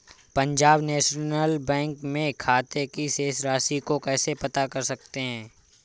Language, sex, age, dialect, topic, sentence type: Hindi, male, 25-30, Awadhi Bundeli, banking, question